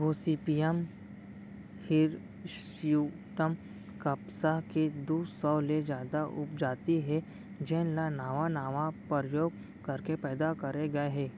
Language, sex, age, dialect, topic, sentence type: Chhattisgarhi, male, 18-24, Central, agriculture, statement